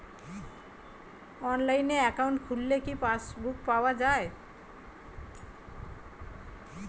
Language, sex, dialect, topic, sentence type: Bengali, female, Standard Colloquial, banking, question